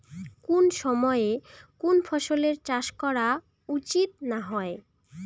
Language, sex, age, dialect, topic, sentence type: Bengali, female, 18-24, Rajbangshi, agriculture, question